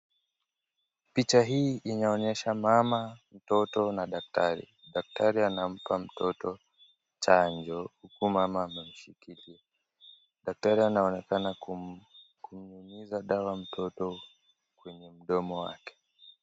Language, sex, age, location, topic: Swahili, male, 18-24, Nakuru, health